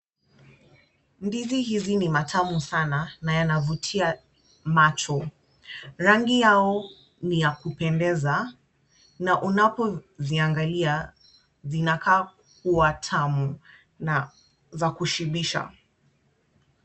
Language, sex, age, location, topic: Swahili, female, 25-35, Kisumu, finance